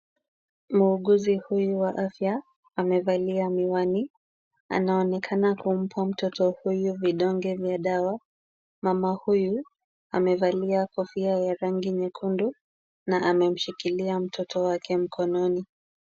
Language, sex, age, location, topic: Swahili, female, 25-35, Kisumu, health